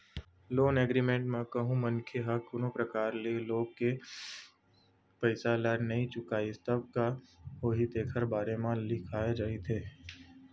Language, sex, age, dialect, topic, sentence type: Chhattisgarhi, male, 18-24, Western/Budati/Khatahi, banking, statement